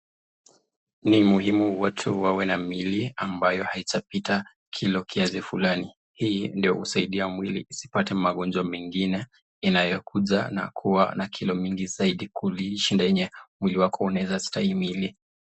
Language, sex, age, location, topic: Swahili, male, 25-35, Nakuru, government